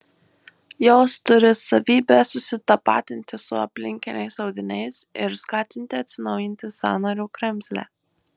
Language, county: Lithuanian, Marijampolė